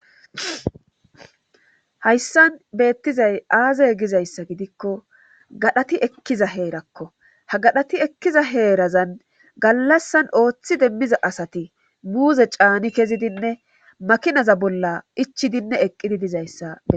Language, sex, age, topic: Gamo, female, 25-35, government